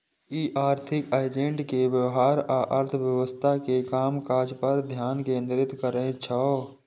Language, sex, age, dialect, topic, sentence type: Maithili, male, 18-24, Eastern / Thethi, banking, statement